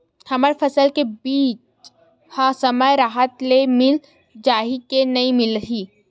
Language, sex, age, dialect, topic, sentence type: Chhattisgarhi, female, 18-24, Western/Budati/Khatahi, agriculture, question